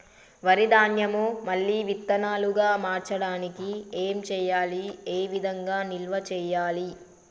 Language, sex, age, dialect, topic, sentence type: Telugu, female, 36-40, Telangana, agriculture, question